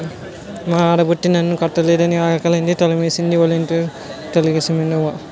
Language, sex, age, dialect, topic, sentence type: Telugu, male, 51-55, Utterandhra, banking, statement